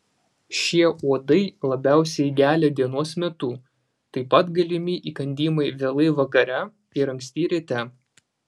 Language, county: Lithuanian, Vilnius